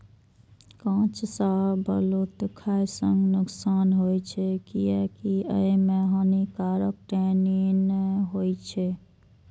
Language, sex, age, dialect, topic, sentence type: Maithili, female, 25-30, Eastern / Thethi, agriculture, statement